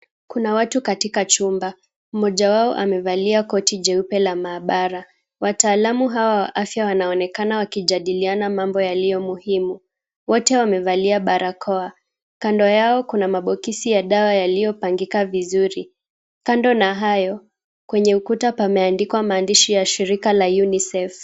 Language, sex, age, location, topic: Swahili, female, 18-24, Kisumu, health